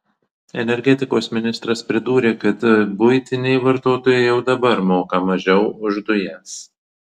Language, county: Lithuanian, Vilnius